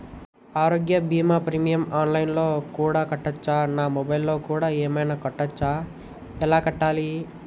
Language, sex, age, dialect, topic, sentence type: Telugu, male, 18-24, Telangana, banking, question